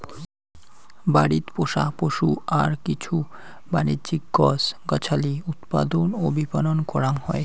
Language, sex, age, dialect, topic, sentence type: Bengali, male, 60-100, Rajbangshi, agriculture, statement